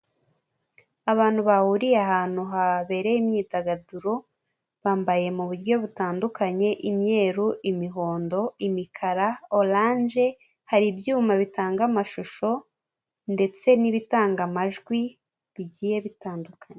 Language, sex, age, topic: Kinyarwanda, female, 18-24, government